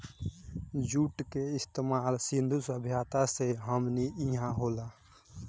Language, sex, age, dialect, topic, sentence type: Bhojpuri, male, 18-24, Southern / Standard, agriculture, statement